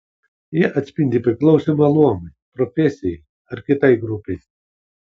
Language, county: Lithuanian, Kaunas